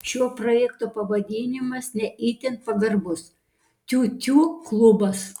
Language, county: Lithuanian, Panevėžys